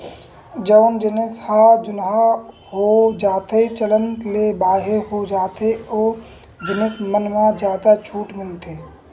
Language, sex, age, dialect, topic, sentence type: Chhattisgarhi, male, 56-60, Western/Budati/Khatahi, banking, statement